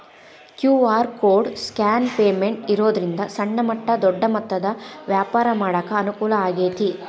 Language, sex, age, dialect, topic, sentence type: Kannada, female, 36-40, Dharwad Kannada, banking, statement